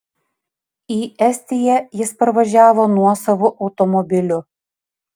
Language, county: Lithuanian, Panevėžys